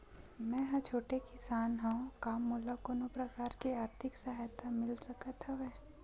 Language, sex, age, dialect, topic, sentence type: Chhattisgarhi, female, 60-100, Western/Budati/Khatahi, agriculture, question